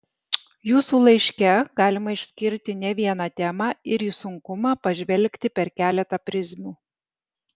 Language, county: Lithuanian, Alytus